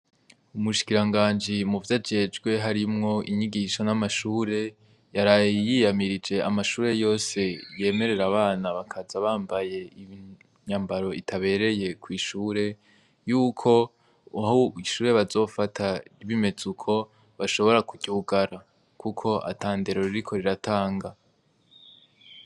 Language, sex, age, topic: Rundi, male, 18-24, education